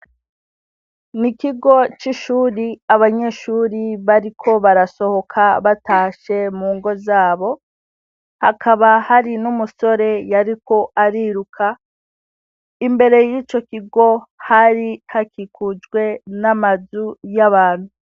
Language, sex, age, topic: Rundi, female, 18-24, education